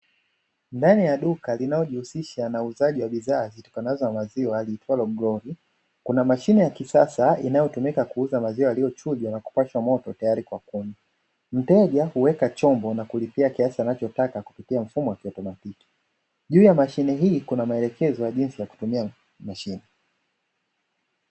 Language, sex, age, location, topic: Swahili, male, 25-35, Dar es Salaam, finance